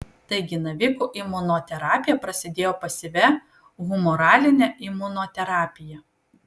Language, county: Lithuanian, Kaunas